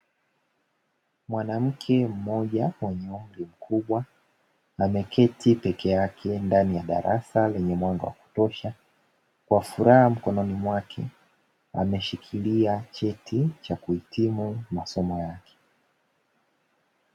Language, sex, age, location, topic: Swahili, male, 18-24, Dar es Salaam, education